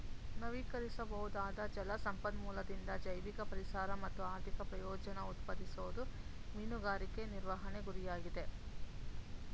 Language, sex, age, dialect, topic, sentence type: Kannada, female, 18-24, Mysore Kannada, agriculture, statement